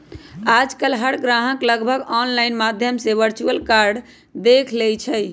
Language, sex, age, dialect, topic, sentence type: Magahi, female, 25-30, Western, banking, statement